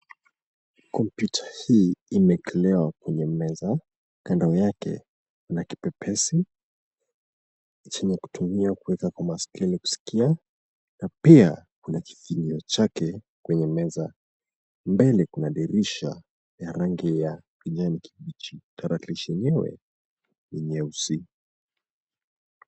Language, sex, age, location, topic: Swahili, male, 25-35, Mombasa, education